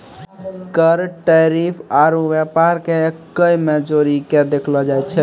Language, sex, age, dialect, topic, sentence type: Maithili, male, 18-24, Angika, banking, statement